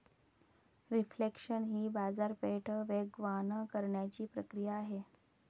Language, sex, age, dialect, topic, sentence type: Marathi, female, 36-40, Varhadi, banking, statement